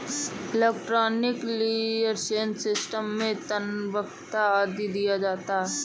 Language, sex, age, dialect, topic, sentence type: Hindi, male, 25-30, Awadhi Bundeli, banking, statement